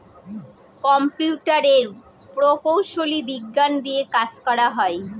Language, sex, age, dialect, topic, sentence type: Bengali, female, 36-40, Northern/Varendri, banking, statement